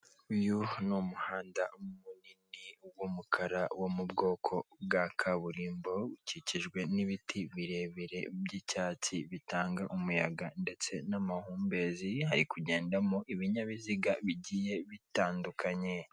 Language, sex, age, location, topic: Kinyarwanda, female, 36-49, Kigali, government